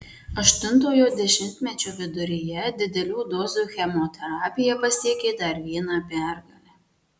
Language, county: Lithuanian, Marijampolė